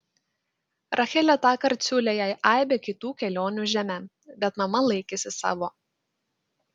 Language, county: Lithuanian, Klaipėda